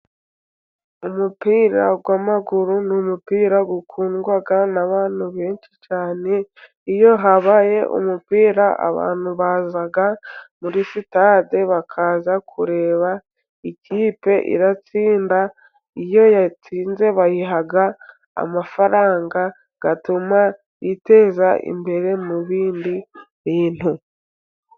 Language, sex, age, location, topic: Kinyarwanda, female, 50+, Musanze, government